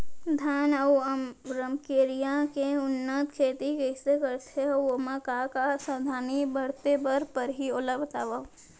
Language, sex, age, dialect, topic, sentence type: Chhattisgarhi, female, 18-24, Central, agriculture, question